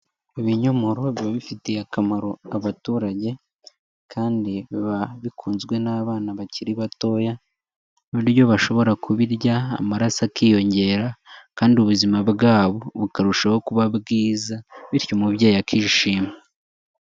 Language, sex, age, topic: Kinyarwanda, male, 18-24, agriculture